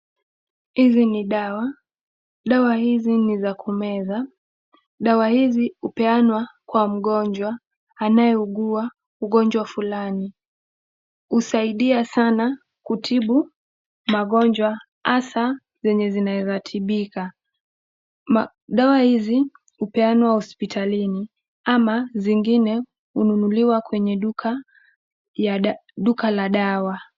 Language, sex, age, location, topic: Swahili, female, 18-24, Nakuru, health